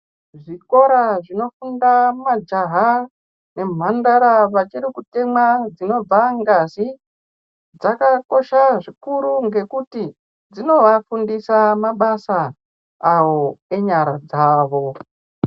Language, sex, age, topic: Ndau, male, 25-35, education